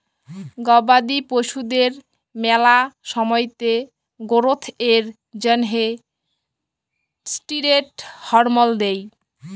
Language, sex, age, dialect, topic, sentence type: Bengali, female, 18-24, Jharkhandi, agriculture, statement